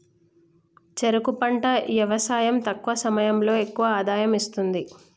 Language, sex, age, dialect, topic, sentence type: Telugu, female, 25-30, Telangana, agriculture, statement